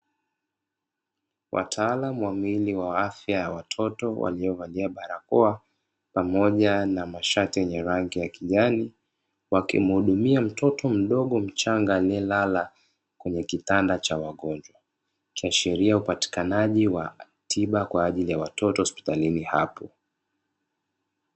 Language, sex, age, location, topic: Swahili, male, 25-35, Dar es Salaam, health